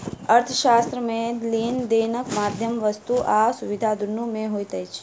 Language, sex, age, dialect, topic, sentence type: Maithili, female, 51-55, Southern/Standard, banking, statement